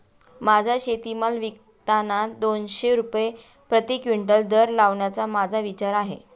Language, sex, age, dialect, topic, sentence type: Marathi, female, 31-35, Standard Marathi, agriculture, statement